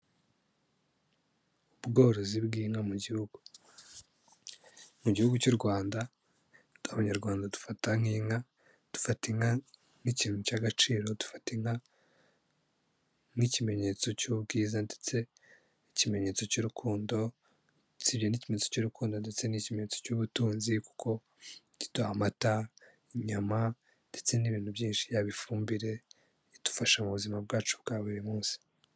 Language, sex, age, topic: Kinyarwanda, male, 18-24, agriculture